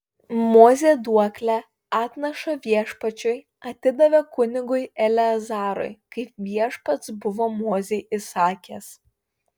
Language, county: Lithuanian, Panevėžys